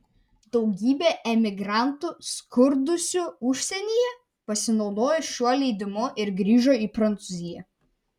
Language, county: Lithuanian, Vilnius